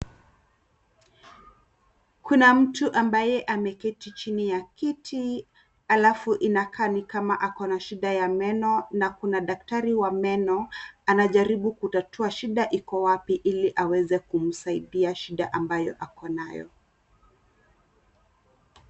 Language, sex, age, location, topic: Swahili, female, 25-35, Kisii, health